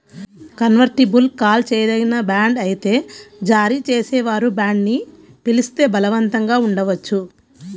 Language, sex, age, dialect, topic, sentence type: Telugu, female, 18-24, Central/Coastal, banking, statement